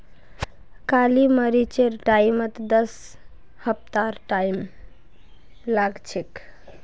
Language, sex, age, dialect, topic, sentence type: Magahi, female, 18-24, Northeastern/Surjapuri, agriculture, statement